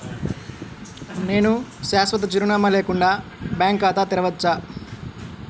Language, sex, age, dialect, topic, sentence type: Telugu, male, 18-24, Central/Coastal, banking, question